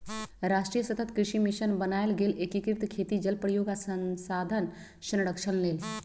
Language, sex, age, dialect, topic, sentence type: Magahi, female, 36-40, Western, agriculture, statement